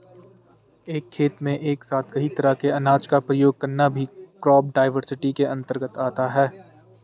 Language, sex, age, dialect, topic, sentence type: Hindi, male, 18-24, Garhwali, agriculture, statement